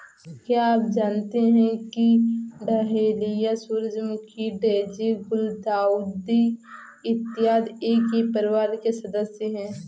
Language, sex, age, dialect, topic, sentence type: Hindi, female, 18-24, Awadhi Bundeli, agriculture, statement